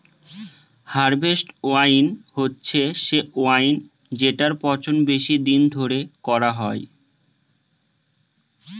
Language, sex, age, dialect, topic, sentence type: Bengali, male, 25-30, Northern/Varendri, agriculture, statement